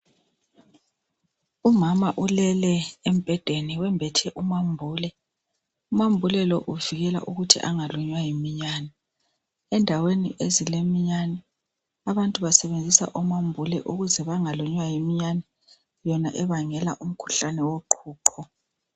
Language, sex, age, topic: North Ndebele, female, 36-49, health